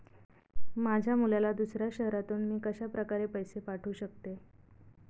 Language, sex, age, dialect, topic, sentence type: Marathi, female, 31-35, Northern Konkan, banking, question